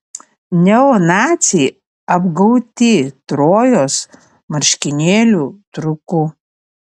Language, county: Lithuanian, Panevėžys